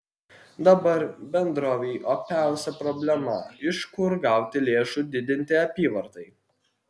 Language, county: Lithuanian, Kaunas